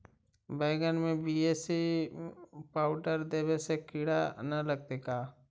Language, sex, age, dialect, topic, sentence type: Magahi, male, 31-35, Central/Standard, agriculture, question